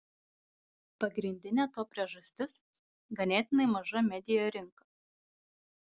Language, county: Lithuanian, Vilnius